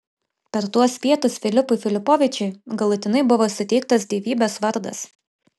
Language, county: Lithuanian, Vilnius